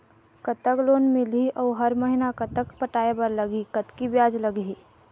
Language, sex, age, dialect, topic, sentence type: Chhattisgarhi, female, 36-40, Eastern, banking, question